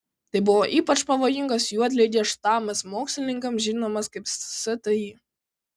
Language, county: Lithuanian, Kaunas